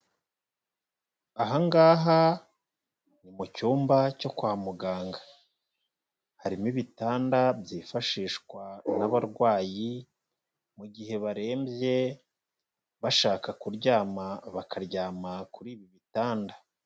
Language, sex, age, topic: Kinyarwanda, male, 25-35, health